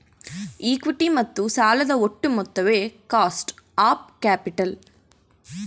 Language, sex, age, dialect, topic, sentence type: Kannada, female, 18-24, Mysore Kannada, banking, statement